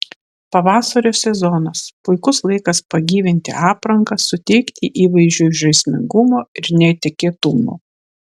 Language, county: Lithuanian, Vilnius